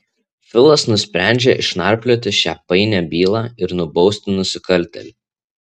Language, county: Lithuanian, Vilnius